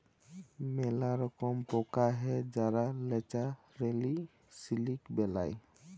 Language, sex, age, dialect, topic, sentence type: Bengali, male, 18-24, Jharkhandi, agriculture, statement